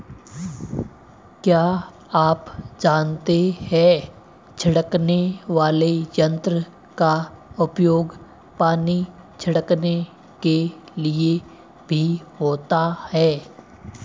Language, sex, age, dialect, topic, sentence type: Hindi, male, 18-24, Marwari Dhudhari, agriculture, statement